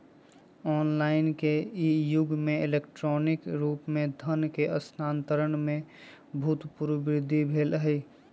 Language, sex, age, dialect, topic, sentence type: Magahi, male, 25-30, Western, banking, statement